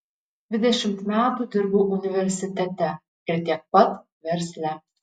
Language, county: Lithuanian, Šiauliai